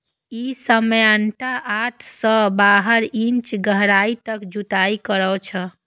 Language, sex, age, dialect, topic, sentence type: Maithili, female, 25-30, Eastern / Thethi, agriculture, statement